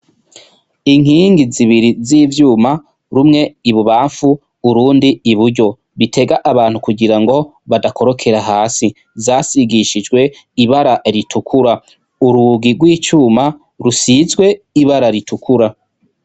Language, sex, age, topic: Rundi, male, 25-35, education